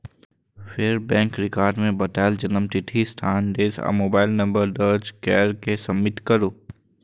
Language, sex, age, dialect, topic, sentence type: Maithili, male, 18-24, Eastern / Thethi, banking, statement